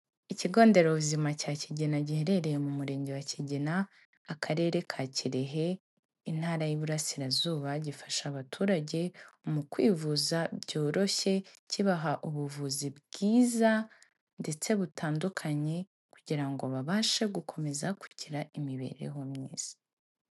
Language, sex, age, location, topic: Kinyarwanda, female, 18-24, Kigali, health